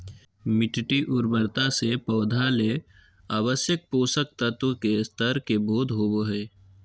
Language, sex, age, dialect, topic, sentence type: Magahi, male, 18-24, Southern, agriculture, statement